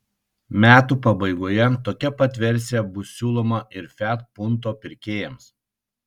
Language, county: Lithuanian, Kaunas